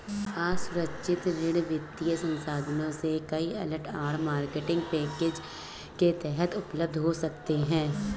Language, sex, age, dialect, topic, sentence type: Hindi, female, 18-24, Awadhi Bundeli, banking, statement